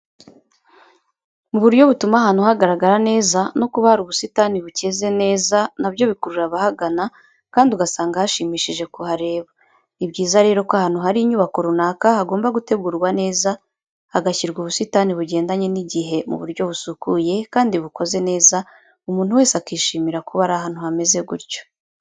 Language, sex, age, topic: Kinyarwanda, female, 25-35, education